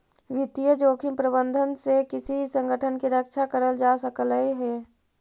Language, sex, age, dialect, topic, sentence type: Magahi, female, 51-55, Central/Standard, banking, statement